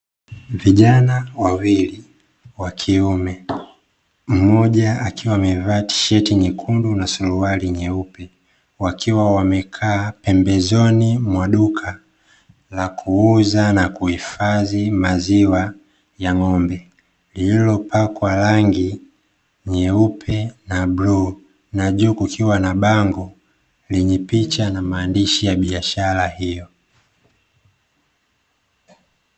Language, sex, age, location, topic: Swahili, male, 25-35, Dar es Salaam, finance